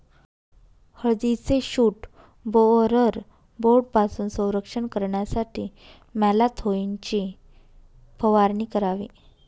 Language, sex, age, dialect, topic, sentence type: Marathi, female, 31-35, Northern Konkan, agriculture, statement